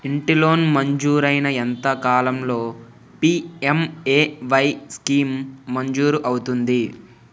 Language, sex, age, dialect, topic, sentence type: Telugu, male, 18-24, Utterandhra, banking, question